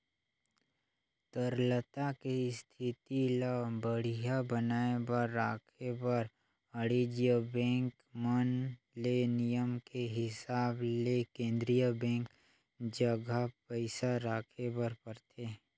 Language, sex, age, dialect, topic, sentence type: Chhattisgarhi, male, 25-30, Northern/Bhandar, banking, statement